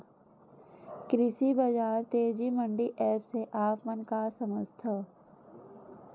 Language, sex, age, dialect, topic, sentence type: Chhattisgarhi, female, 31-35, Western/Budati/Khatahi, agriculture, question